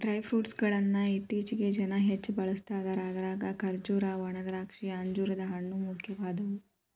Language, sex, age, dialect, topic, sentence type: Kannada, female, 18-24, Dharwad Kannada, agriculture, statement